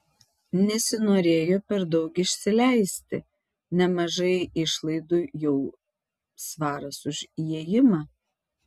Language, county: Lithuanian, Tauragė